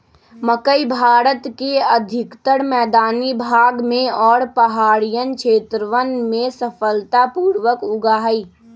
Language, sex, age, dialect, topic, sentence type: Magahi, male, 18-24, Western, agriculture, statement